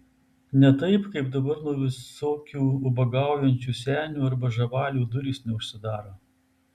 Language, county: Lithuanian, Tauragė